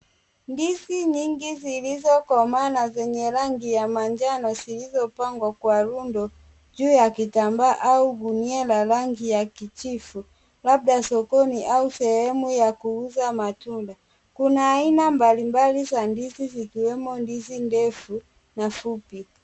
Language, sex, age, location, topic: Swahili, female, 36-49, Kisumu, finance